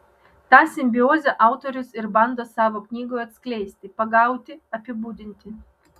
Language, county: Lithuanian, Vilnius